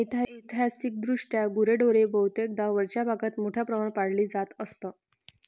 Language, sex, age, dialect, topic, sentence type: Marathi, female, 31-35, Varhadi, agriculture, statement